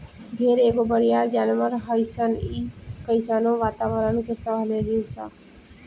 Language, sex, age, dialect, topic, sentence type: Bhojpuri, female, 18-24, Southern / Standard, agriculture, statement